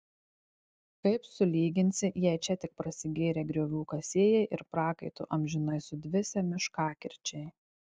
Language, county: Lithuanian, Tauragė